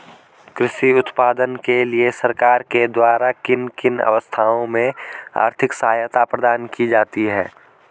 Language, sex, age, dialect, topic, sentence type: Hindi, male, 18-24, Garhwali, agriculture, question